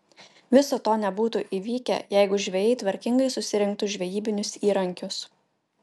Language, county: Lithuanian, Utena